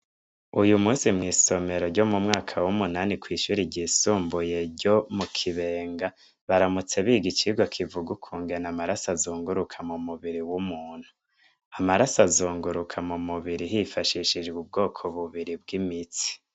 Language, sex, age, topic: Rundi, male, 25-35, education